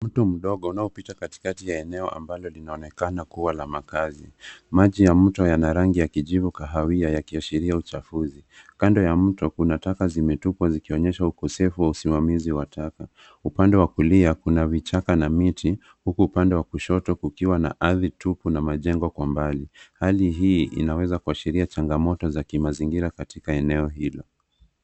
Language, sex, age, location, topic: Swahili, male, 25-35, Nairobi, government